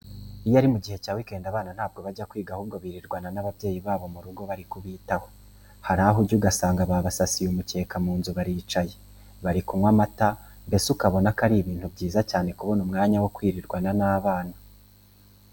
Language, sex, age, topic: Kinyarwanda, male, 25-35, education